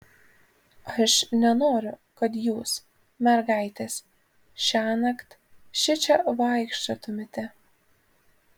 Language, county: Lithuanian, Panevėžys